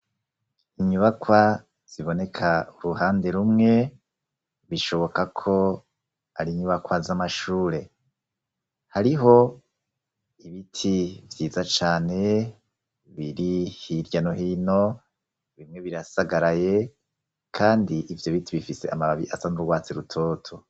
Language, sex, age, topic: Rundi, female, 36-49, education